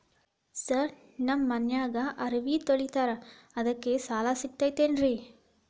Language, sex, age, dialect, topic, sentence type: Kannada, female, 18-24, Dharwad Kannada, banking, question